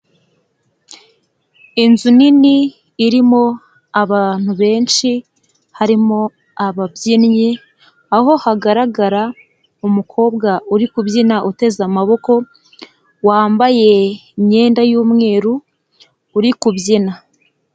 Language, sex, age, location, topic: Kinyarwanda, female, 25-35, Nyagatare, government